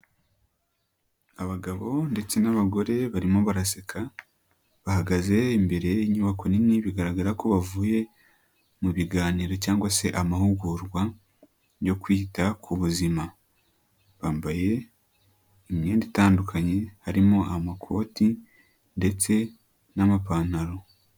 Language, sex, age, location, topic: Kinyarwanda, male, 18-24, Huye, health